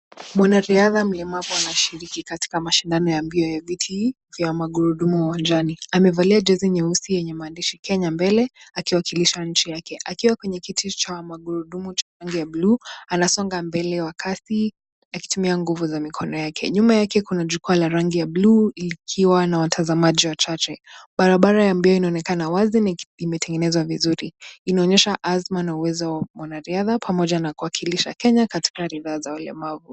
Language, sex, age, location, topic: Swahili, female, 18-24, Nakuru, education